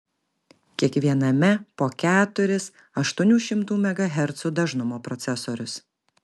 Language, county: Lithuanian, Kaunas